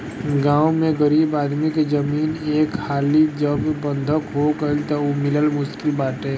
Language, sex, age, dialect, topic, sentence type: Bhojpuri, male, 25-30, Northern, banking, statement